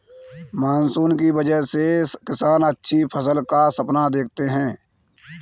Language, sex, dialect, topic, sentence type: Hindi, male, Kanauji Braj Bhasha, agriculture, statement